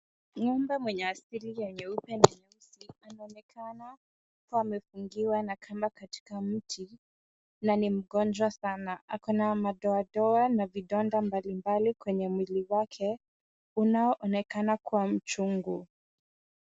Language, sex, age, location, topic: Swahili, female, 18-24, Kisumu, agriculture